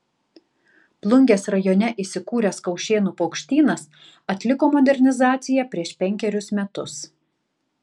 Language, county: Lithuanian, Tauragė